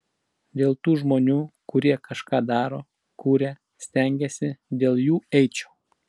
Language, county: Lithuanian, Klaipėda